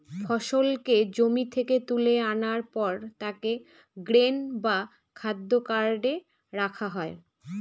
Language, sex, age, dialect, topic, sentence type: Bengali, female, 36-40, Northern/Varendri, agriculture, statement